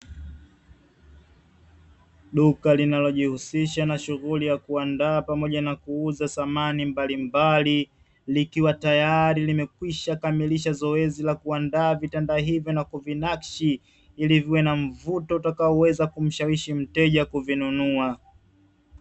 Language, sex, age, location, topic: Swahili, male, 25-35, Dar es Salaam, finance